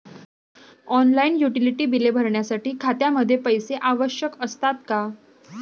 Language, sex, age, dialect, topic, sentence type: Marathi, female, 25-30, Standard Marathi, banking, question